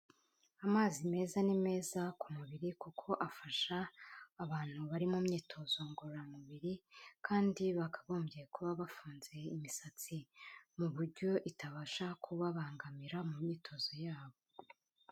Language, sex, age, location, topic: Kinyarwanda, female, 25-35, Kigali, health